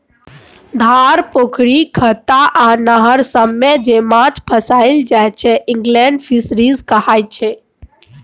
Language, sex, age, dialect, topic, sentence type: Maithili, female, 18-24, Bajjika, agriculture, statement